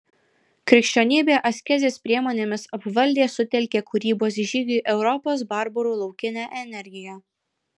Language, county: Lithuanian, Alytus